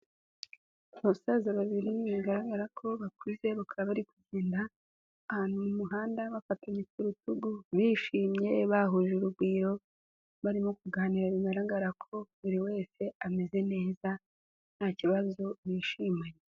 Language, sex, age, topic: Kinyarwanda, female, 18-24, health